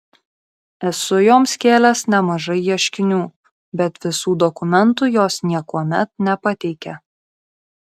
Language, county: Lithuanian, Kaunas